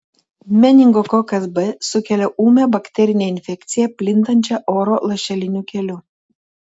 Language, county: Lithuanian, Telšiai